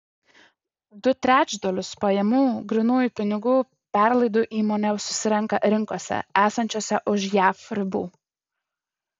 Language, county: Lithuanian, Utena